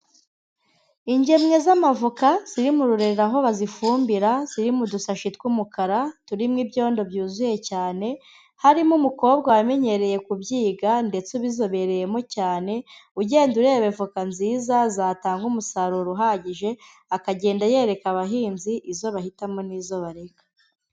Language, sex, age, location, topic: Kinyarwanda, female, 18-24, Huye, agriculture